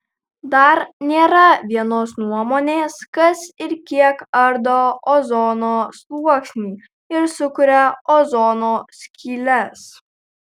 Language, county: Lithuanian, Kaunas